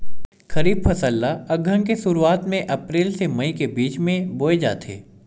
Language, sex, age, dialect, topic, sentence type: Chhattisgarhi, male, 18-24, Western/Budati/Khatahi, agriculture, statement